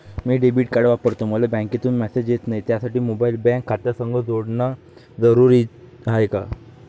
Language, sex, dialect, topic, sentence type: Marathi, male, Varhadi, banking, question